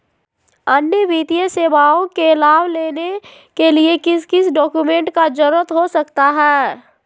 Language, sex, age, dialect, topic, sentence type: Magahi, female, 25-30, Southern, banking, question